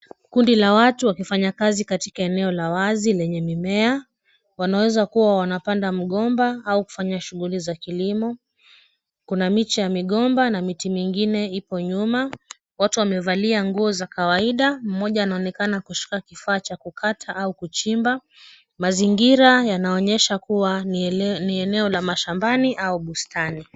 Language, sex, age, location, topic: Swahili, female, 25-35, Kisumu, agriculture